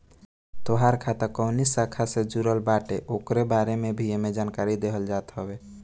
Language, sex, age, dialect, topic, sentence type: Bhojpuri, male, <18, Northern, banking, statement